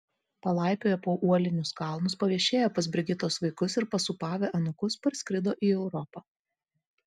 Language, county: Lithuanian, Vilnius